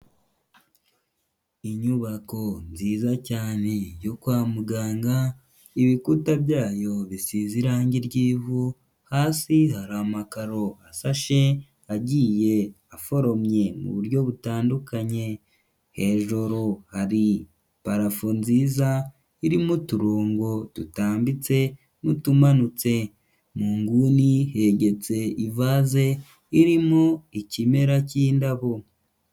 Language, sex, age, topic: Kinyarwanda, male, 18-24, health